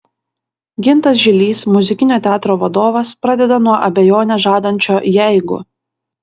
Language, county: Lithuanian, Vilnius